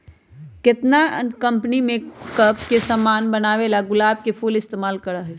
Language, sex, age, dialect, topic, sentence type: Magahi, male, 25-30, Western, agriculture, statement